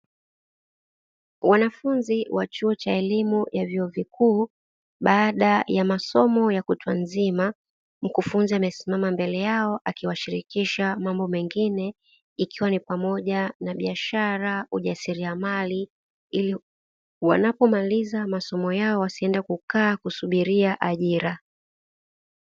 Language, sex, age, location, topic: Swahili, female, 36-49, Dar es Salaam, education